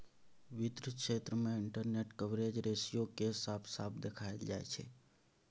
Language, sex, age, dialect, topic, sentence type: Maithili, male, 18-24, Bajjika, banking, statement